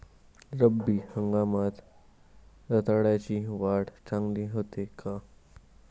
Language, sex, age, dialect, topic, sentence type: Marathi, male, 18-24, Standard Marathi, agriculture, question